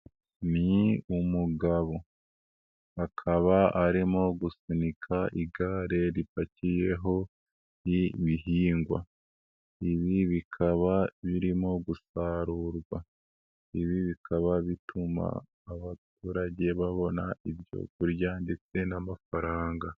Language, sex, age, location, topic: Kinyarwanda, female, 18-24, Nyagatare, agriculture